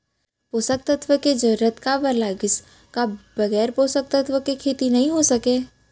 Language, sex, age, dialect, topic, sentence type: Chhattisgarhi, female, 18-24, Central, agriculture, question